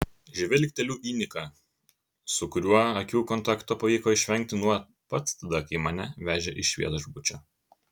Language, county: Lithuanian, Kaunas